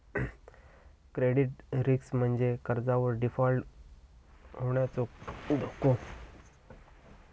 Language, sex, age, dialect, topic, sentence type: Marathi, male, 18-24, Southern Konkan, banking, statement